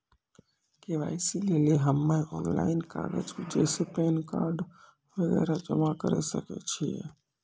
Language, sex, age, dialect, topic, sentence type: Maithili, male, 25-30, Angika, banking, question